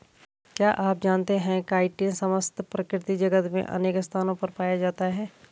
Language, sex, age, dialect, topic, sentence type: Hindi, female, 31-35, Garhwali, agriculture, statement